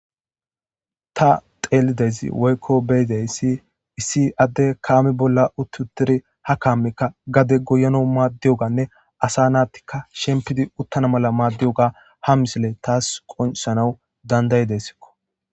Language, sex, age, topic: Gamo, male, 25-35, government